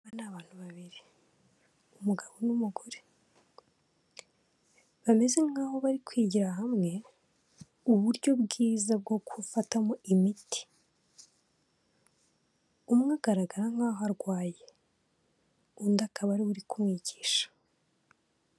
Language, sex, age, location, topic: Kinyarwanda, female, 18-24, Kigali, health